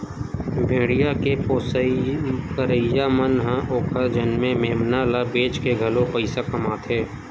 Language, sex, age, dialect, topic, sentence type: Chhattisgarhi, male, 25-30, Western/Budati/Khatahi, agriculture, statement